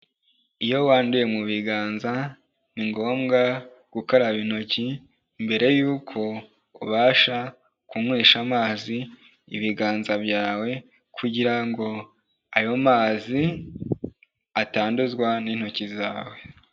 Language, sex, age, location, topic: Kinyarwanda, male, 18-24, Kigali, health